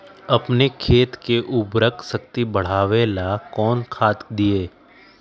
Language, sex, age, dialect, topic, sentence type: Magahi, male, 25-30, Western, agriculture, question